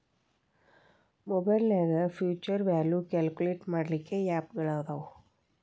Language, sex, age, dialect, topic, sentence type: Kannada, female, 36-40, Dharwad Kannada, banking, statement